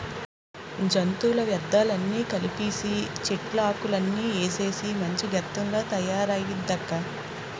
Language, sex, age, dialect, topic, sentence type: Telugu, female, 36-40, Utterandhra, agriculture, statement